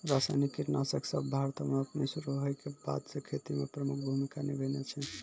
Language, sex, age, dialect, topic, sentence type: Maithili, male, 18-24, Angika, agriculture, statement